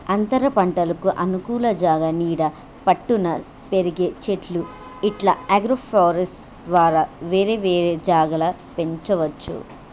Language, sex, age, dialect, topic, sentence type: Telugu, female, 18-24, Telangana, agriculture, statement